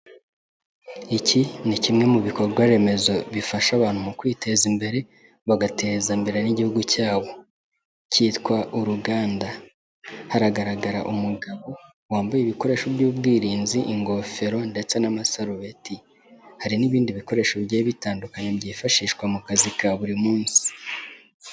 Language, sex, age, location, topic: Kinyarwanda, male, 18-24, Kigali, health